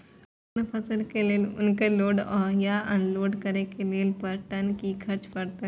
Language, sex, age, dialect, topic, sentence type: Maithili, female, 41-45, Eastern / Thethi, agriculture, question